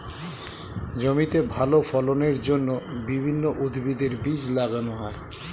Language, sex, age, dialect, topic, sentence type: Bengali, male, 41-45, Standard Colloquial, agriculture, statement